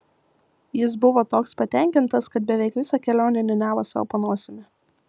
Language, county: Lithuanian, Vilnius